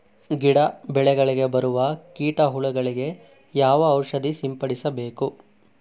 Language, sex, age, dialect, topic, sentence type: Kannada, male, 41-45, Coastal/Dakshin, agriculture, question